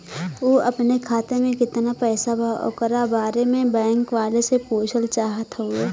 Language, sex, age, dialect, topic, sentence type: Bhojpuri, female, 18-24, Western, banking, question